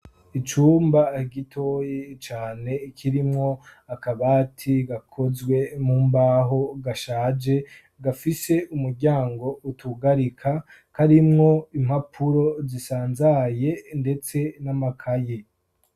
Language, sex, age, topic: Rundi, male, 25-35, education